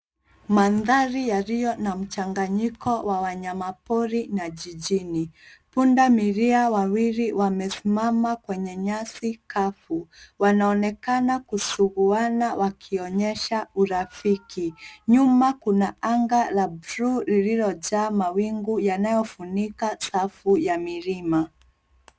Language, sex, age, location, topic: Swahili, female, 25-35, Nairobi, government